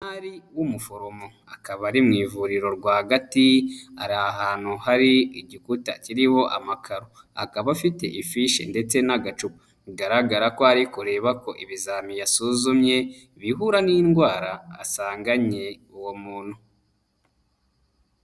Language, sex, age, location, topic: Kinyarwanda, male, 25-35, Nyagatare, health